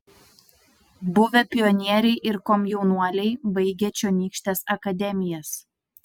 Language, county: Lithuanian, Utena